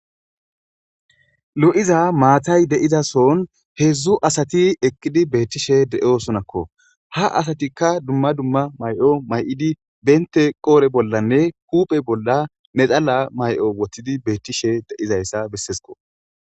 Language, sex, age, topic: Gamo, male, 18-24, government